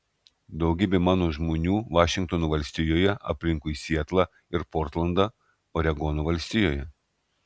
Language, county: Lithuanian, Klaipėda